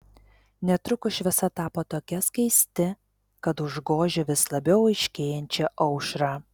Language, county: Lithuanian, Telšiai